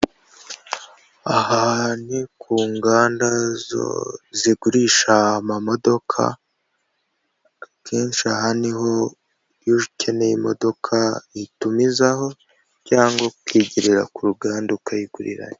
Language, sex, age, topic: Kinyarwanda, female, 25-35, finance